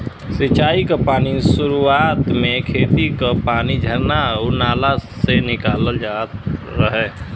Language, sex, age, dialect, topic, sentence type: Bhojpuri, male, 25-30, Western, agriculture, statement